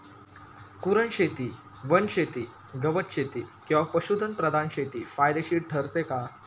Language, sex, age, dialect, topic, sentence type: Marathi, male, 18-24, Standard Marathi, agriculture, question